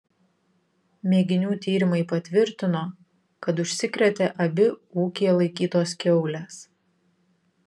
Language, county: Lithuanian, Vilnius